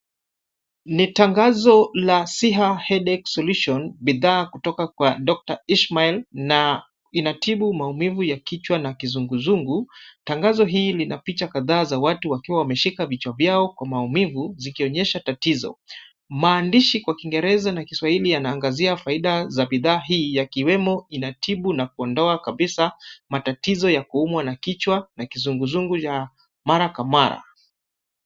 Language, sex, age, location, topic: Swahili, male, 25-35, Kisumu, health